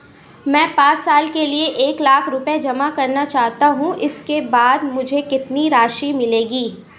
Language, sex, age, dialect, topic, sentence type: Hindi, female, 25-30, Awadhi Bundeli, banking, question